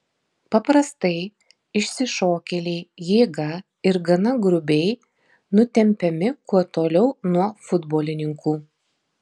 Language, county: Lithuanian, Marijampolė